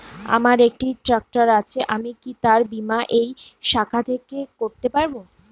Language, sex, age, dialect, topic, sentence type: Bengali, female, 25-30, Northern/Varendri, banking, question